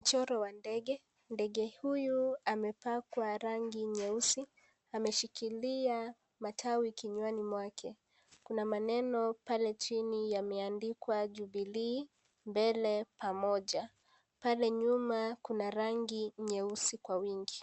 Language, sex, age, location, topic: Swahili, female, 18-24, Kisii, government